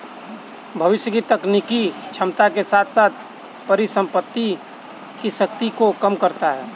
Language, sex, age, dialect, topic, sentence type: Hindi, male, 31-35, Kanauji Braj Bhasha, banking, statement